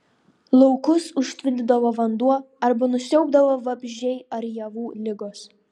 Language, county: Lithuanian, Šiauliai